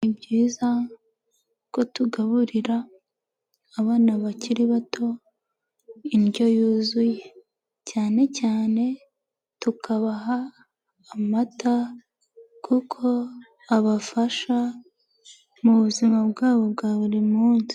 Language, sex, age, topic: Kinyarwanda, female, 18-24, health